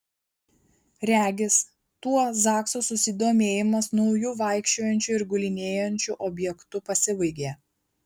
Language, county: Lithuanian, Klaipėda